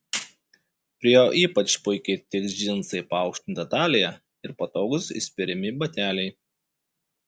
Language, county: Lithuanian, Šiauliai